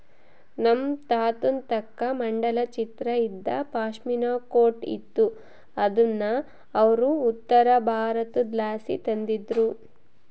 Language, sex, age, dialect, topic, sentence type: Kannada, female, 56-60, Central, agriculture, statement